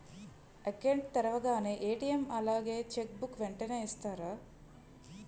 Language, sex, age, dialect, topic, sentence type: Telugu, female, 31-35, Utterandhra, banking, question